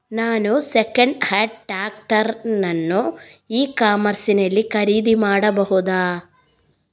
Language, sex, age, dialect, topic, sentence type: Kannada, female, 18-24, Coastal/Dakshin, agriculture, question